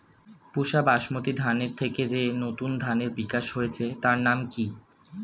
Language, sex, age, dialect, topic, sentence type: Bengali, male, 18-24, Standard Colloquial, agriculture, question